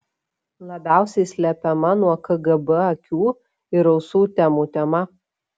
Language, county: Lithuanian, Šiauliai